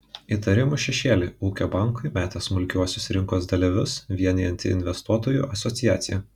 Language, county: Lithuanian, Kaunas